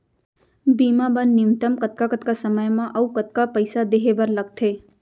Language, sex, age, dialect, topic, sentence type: Chhattisgarhi, female, 25-30, Central, banking, question